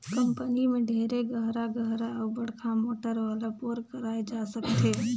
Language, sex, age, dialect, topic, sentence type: Chhattisgarhi, female, 18-24, Northern/Bhandar, agriculture, statement